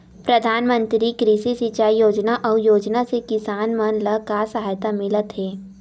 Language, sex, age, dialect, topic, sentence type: Chhattisgarhi, female, 18-24, Western/Budati/Khatahi, agriculture, question